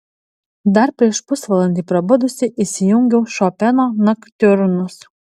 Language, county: Lithuanian, Alytus